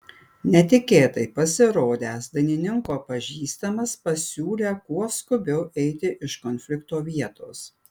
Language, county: Lithuanian, Panevėžys